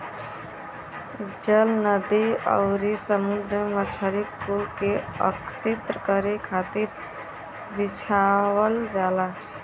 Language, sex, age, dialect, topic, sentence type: Bhojpuri, female, 25-30, Western, agriculture, statement